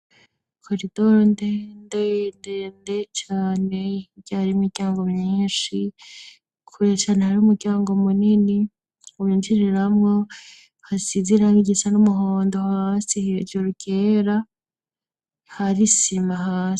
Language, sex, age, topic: Rundi, female, 25-35, education